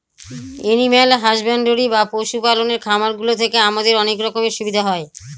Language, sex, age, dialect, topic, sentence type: Bengali, female, 25-30, Northern/Varendri, agriculture, statement